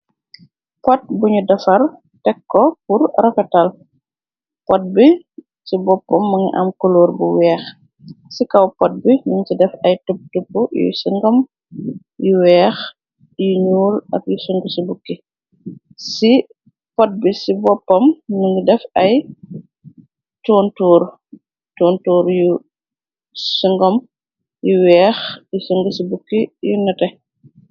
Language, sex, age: Wolof, female, 36-49